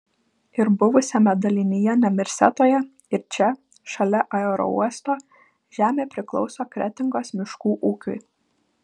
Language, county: Lithuanian, Vilnius